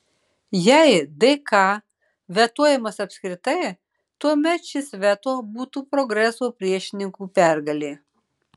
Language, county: Lithuanian, Marijampolė